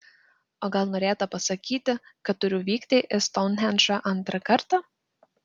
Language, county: Lithuanian, Klaipėda